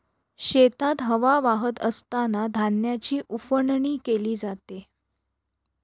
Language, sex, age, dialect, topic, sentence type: Marathi, female, 31-35, Northern Konkan, agriculture, statement